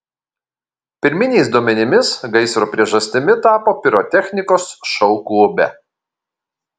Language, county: Lithuanian, Kaunas